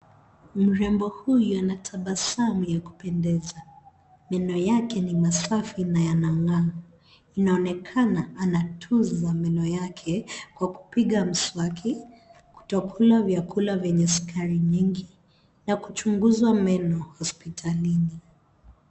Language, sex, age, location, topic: Swahili, female, 36-49, Nairobi, health